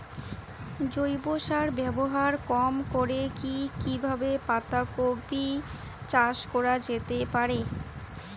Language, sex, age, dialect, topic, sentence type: Bengali, female, 18-24, Rajbangshi, agriculture, question